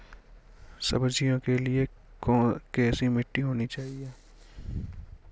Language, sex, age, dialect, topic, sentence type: Hindi, male, 60-100, Kanauji Braj Bhasha, agriculture, question